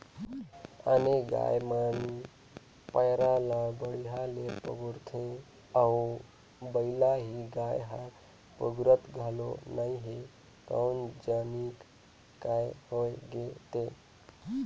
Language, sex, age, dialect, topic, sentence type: Chhattisgarhi, male, 25-30, Northern/Bhandar, agriculture, statement